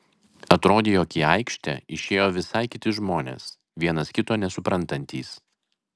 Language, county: Lithuanian, Vilnius